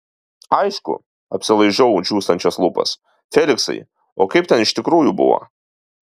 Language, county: Lithuanian, Alytus